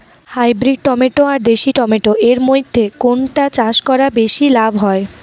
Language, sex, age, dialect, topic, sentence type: Bengali, female, 41-45, Rajbangshi, agriculture, question